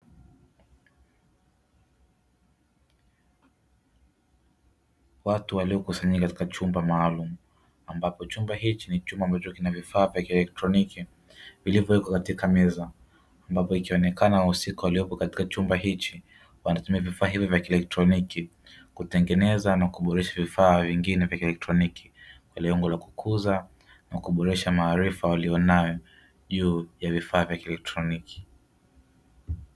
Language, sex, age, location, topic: Swahili, male, 25-35, Dar es Salaam, education